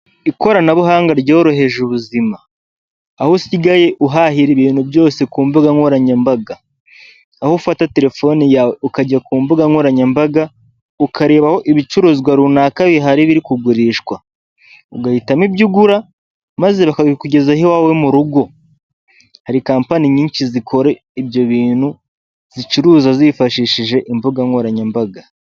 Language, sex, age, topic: Kinyarwanda, male, 18-24, finance